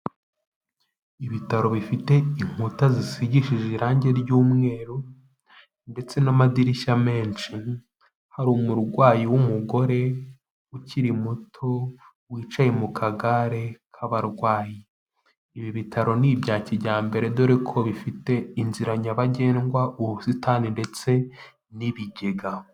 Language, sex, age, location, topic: Kinyarwanda, male, 18-24, Kigali, health